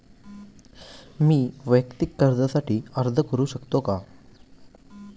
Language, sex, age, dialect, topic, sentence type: Marathi, male, 25-30, Standard Marathi, banking, question